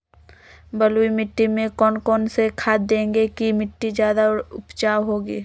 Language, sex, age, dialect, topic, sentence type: Magahi, female, 25-30, Western, agriculture, question